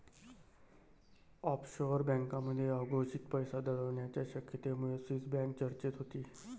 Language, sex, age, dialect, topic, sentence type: Marathi, male, 31-35, Varhadi, banking, statement